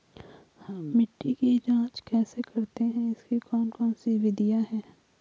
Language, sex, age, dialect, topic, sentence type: Hindi, female, 25-30, Garhwali, agriculture, question